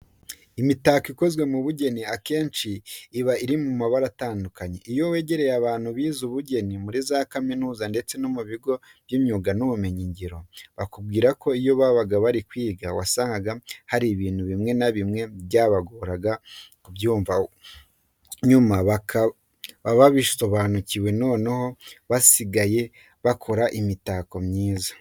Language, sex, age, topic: Kinyarwanda, male, 25-35, education